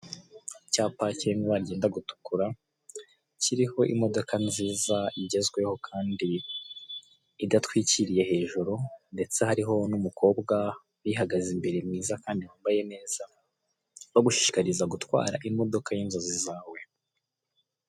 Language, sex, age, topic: Kinyarwanda, male, 18-24, finance